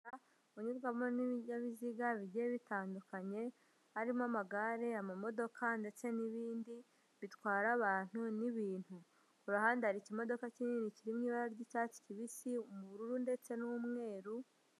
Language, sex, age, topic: Kinyarwanda, female, 18-24, government